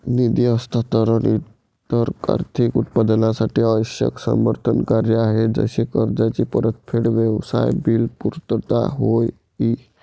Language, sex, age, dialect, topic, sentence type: Marathi, male, 18-24, Varhadi, banking, statement